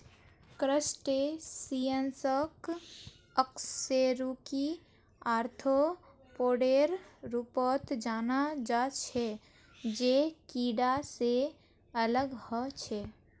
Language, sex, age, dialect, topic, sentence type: Magahi, female, 18-24, Northeastern/Surjapuri, agriculture, statement